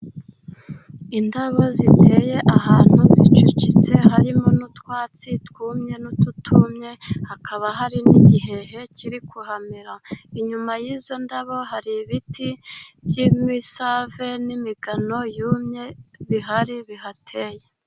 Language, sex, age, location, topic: Kinyarwanda, female, 25-35, Musanze, health